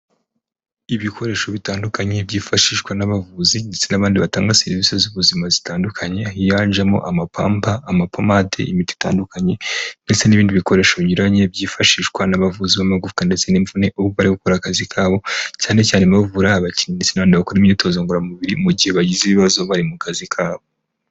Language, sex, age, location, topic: Kinyarwanda, male, 18-24, Kigali, health